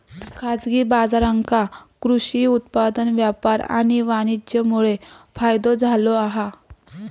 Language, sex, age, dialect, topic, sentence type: Marathi, female, 18-24, Southern Konkan, agriculture, statement